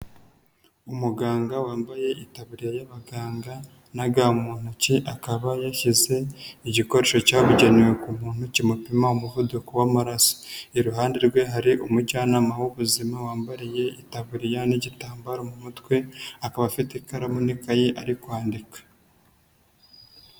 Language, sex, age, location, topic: Kinyarwanda, female, 25-35, Nyagatare, health